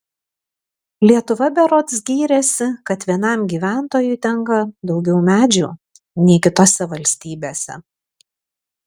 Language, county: Lithuanian, Alytus